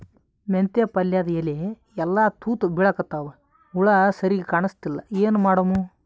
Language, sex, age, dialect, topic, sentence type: Kannada, male, 18-24, Northeastern, agriculture, question